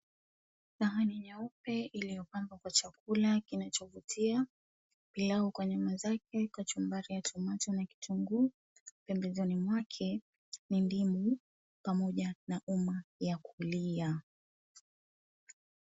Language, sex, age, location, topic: Swahili, female, 25-35, Mombasa, agriculture